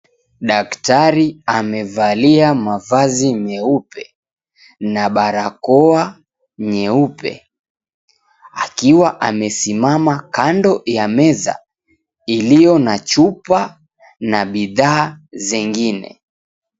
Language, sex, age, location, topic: Swahili, female, 18-24, Mombasa, health